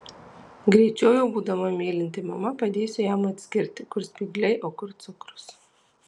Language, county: Lithuanian, Alytus